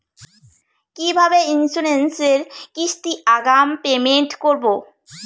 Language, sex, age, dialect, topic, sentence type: Bengali, female, 25-30, Rajbangshi, banking, question